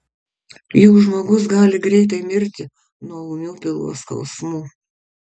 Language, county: Lithuanian, Kaunas